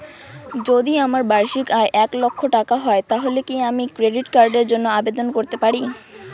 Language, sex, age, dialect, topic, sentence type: Bengali, female, 18-24, Rajbangshi, banking, question